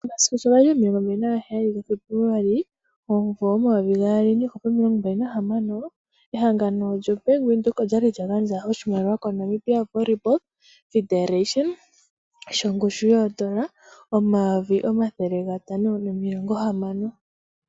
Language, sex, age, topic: Oshiwambo, female, 18-24, finance